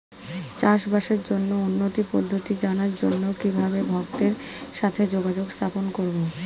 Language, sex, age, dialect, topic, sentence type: Bengali, female, 36-40, Standard Colloquial, agriculture, question